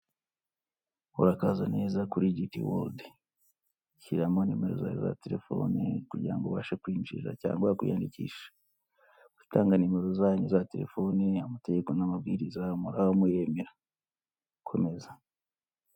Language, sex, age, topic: Kinyarwanda, male, 25-35, finance